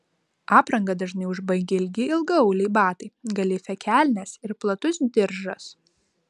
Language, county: Lithuanian, Vilnius